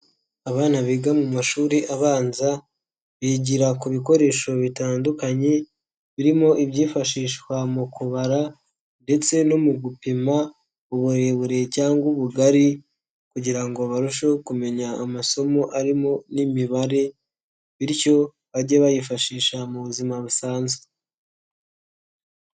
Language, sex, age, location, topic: Kinyarwanda, male, 18-24, Nyagatare, education